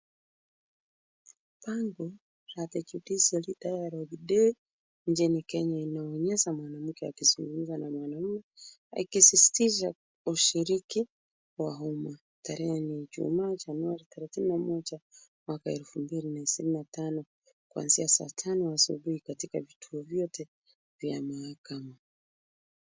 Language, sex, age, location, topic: Swahili, female, 36-49, Kisumu, government